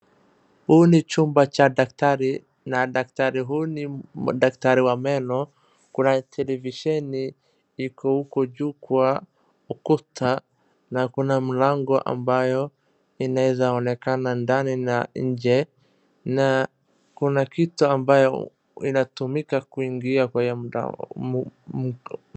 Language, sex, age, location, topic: Swahili, male, 25-35, Wajir, health